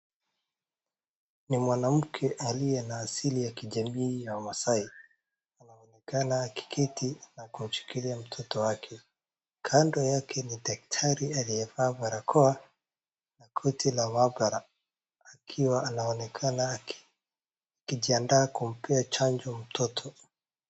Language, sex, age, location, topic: Swahili, male, 18-24, Wajir, health